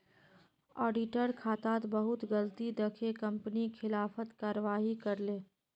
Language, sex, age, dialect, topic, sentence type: Magahi, female, 25-30, Northeastern/Surjapuri, banking, statement